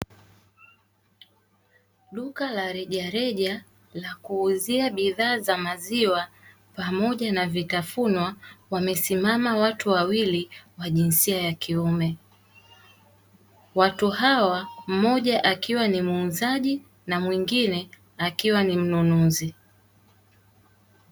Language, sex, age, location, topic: Swahili, female, 18-24, Dar es Salaam, finance